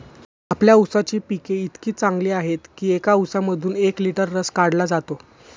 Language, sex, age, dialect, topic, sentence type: Marathi, male, 18-24, Standard Marathi, agriculture, statement